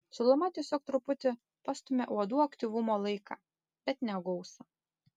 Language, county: Lithuanian, Panevėžys